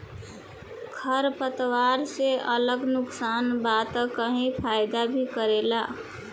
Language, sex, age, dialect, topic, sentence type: Bhojpuri, female, 18-24, Southern / Standard, agriculture, statement